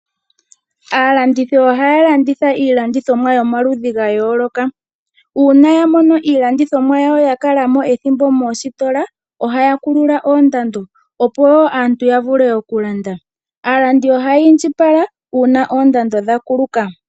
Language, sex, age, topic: Oshiwambo, female, 18-24, finance